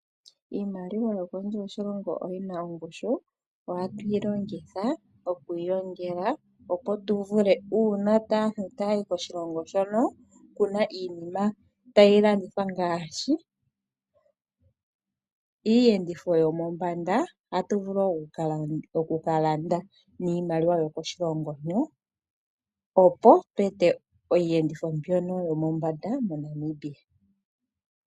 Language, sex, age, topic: Oshiwambo, female, 25-35, finance